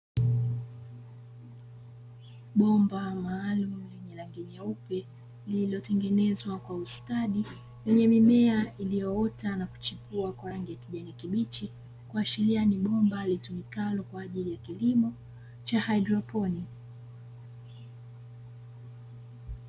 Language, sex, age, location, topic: Swahili, female, 25-35, Dar es Salaam, agriculture